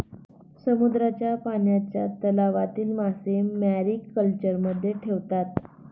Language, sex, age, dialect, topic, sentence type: Marathi, female, 18-24, Standard Marathi, agriculture, statement